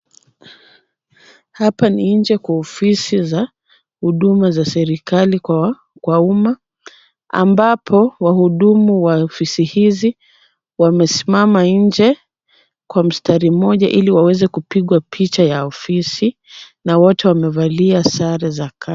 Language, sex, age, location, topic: Swahili, female, 25-35, Kisumu, government